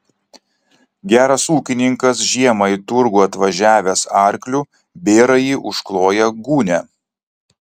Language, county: Lithuanian, Kaunas